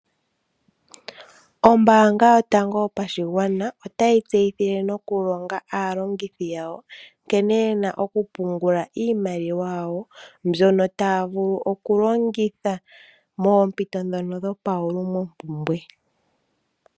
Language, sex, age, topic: Oshiwambo, female, 18-24, finance